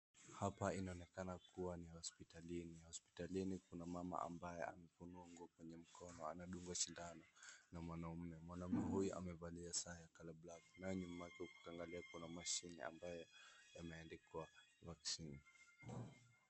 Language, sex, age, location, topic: Swahili, male, 25-35, Wajir, health